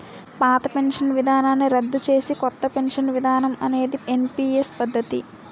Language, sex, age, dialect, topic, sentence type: Telugu, female, 18-24, Utterandhra, banking, statement